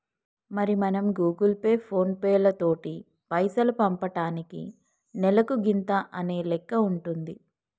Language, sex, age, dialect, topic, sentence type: Telugu, female, 36-40, Telangana, banking, statement